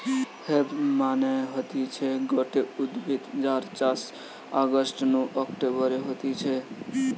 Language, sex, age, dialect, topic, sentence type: Bengali, male, 18-24, Western, agriculture, statement